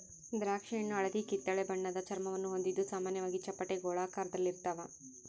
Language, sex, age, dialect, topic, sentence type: Kannada, female, 18-24, Central, agriculture, statement